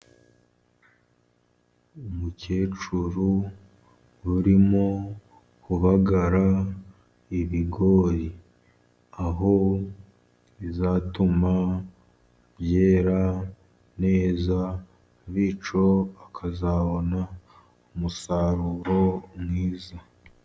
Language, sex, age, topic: Kinyarwanda, male, 50+, agriculture